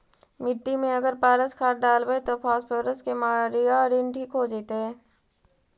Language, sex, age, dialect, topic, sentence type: Magahi, female, 56-60, Central/Standard, agriculture, question